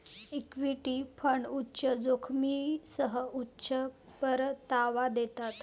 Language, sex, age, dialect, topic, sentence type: Marathi, female, 31-35, Varhadi, banking, statement